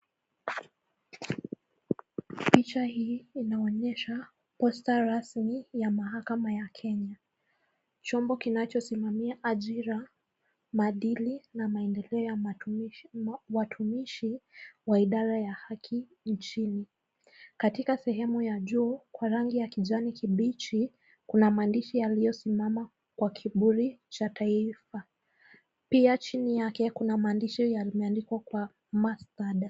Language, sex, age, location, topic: Swahili, female, 18-24, Nakuru, government